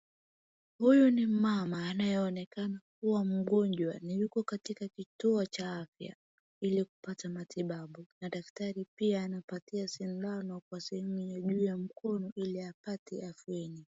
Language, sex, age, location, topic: Swahili, female, 18-24, Wajir, health